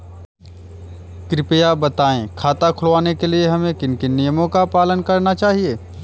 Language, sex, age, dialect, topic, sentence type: Hindi, male, 25-30, Kanauji Braj Bhasha, banking, question